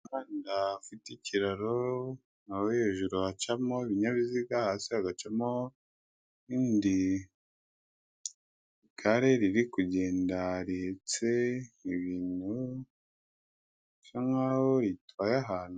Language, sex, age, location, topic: Kinyarwanda, male, 25-35, Kigali, government